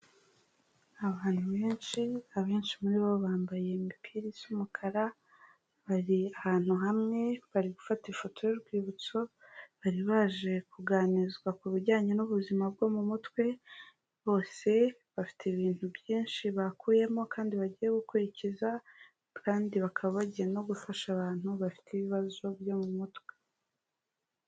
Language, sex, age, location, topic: Kinyarwanda, female, 36-49, Huye, health